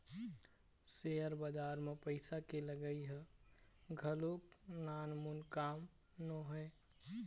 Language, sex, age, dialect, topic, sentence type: Chhattisgarhi, male, 18-24, Eastern, banking, statement